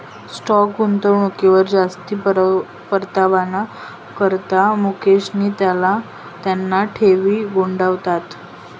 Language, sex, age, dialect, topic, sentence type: Marathi, female, 25-30, Northern Konkan, banking, statement